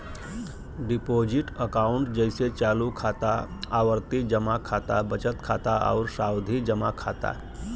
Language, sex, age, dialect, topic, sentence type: Bhojpuri, male, 31-35, Western, banking, statement